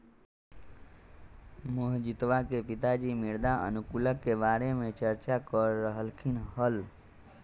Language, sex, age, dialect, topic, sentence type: Magahi, male, 41-45, Western, agriculture, statement